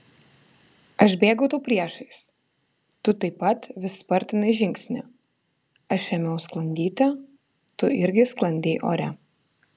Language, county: Lithuanian, Vilnius